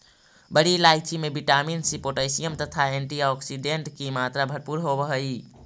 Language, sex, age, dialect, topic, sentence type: Magahi, male, 25-30, Central/Standard, agriculture, statement